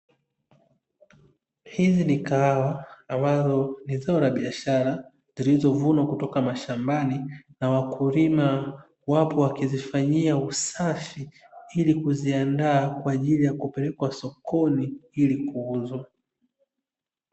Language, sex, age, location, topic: Swahili, male, 25-35, Dar es Salaam, agriculture